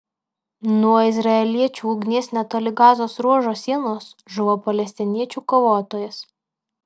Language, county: Lithuanian, Alytus